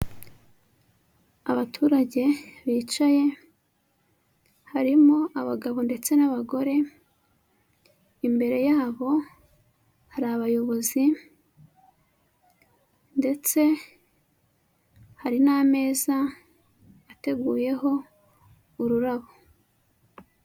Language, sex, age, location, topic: Kinyarwanda, female, 25-35, Huye, government